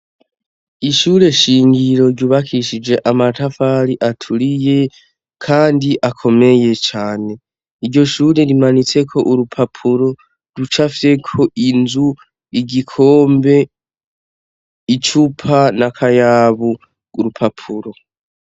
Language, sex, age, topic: Rundi, male, 18-24, education